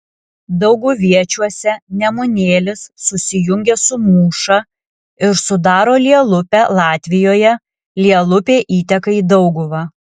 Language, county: Lithuanian, Alytus